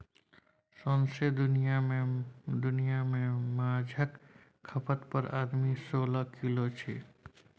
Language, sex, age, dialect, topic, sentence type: Maithili, male, 36-40, Bajjika, agriculture, statement